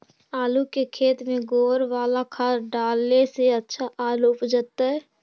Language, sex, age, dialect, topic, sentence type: Magahi, female, 25-30, Central/Standard, agriculture, question